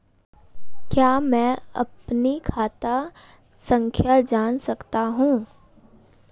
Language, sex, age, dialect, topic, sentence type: Hindi, female, 18-24, Marwari Dhudhari, banking, question